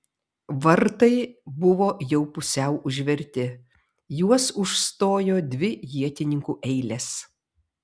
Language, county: Lithuanian, Vilnius